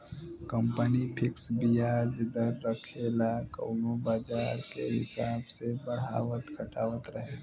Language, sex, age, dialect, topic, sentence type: Bhojpuri, female, 18-24, Western, banking, statement